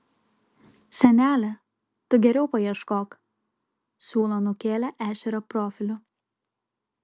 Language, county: Lithuanian, Kaunas